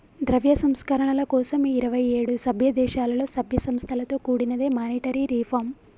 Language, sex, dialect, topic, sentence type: Telugu, female, Telangana, banking, statement